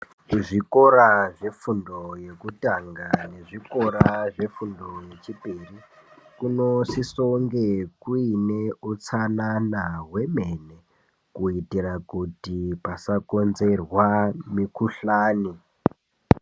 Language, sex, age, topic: Ndau, male, 18-24, education